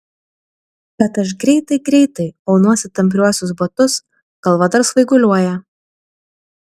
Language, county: Lithuanian, Vilnius